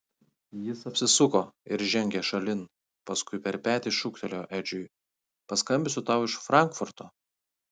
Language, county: Lithuanian, Kaunas